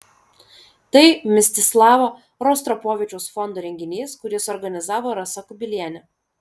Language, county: Lithuanian, Vilnius